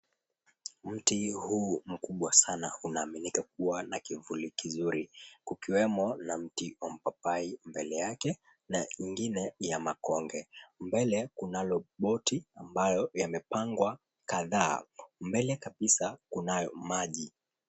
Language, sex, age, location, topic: Swahili, male, 25-35, Mombasa, agriculture